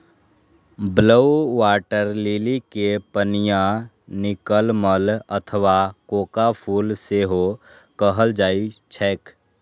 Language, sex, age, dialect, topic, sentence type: Maithili, male, 18-24, Eastern / Thethi, agriculture, statement